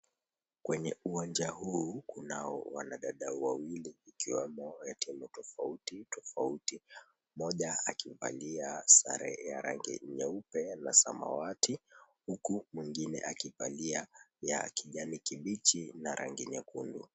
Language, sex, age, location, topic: Swahili, male, 25-35, Mombasa, government